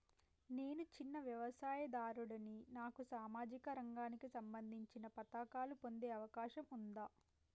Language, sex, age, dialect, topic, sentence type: Telugu, female, 18-24, Telangana, banking, question